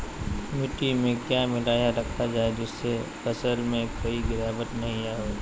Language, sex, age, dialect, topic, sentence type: Magahi, male, 18-24, Southern, agriculture, question